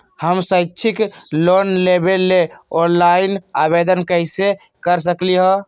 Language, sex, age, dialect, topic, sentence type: Magahi, male, 18-24, Western, banking, question